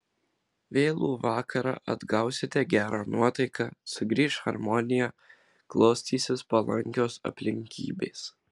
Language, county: Lithuanian, Marijampolė